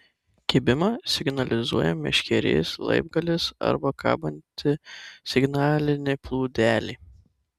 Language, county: Lithuanian, Tauragė